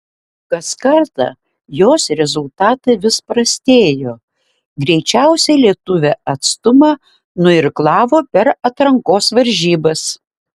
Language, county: Lithuanian, Šiauliai